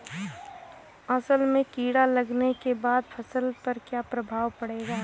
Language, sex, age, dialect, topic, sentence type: Bhojpuri, female, 18-24, Western, agriculture, question